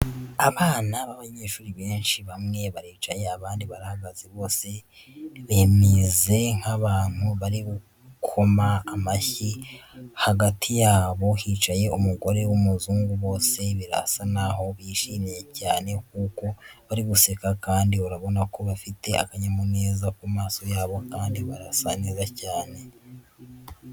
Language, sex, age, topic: Kinyarwanda, female, 25-35, education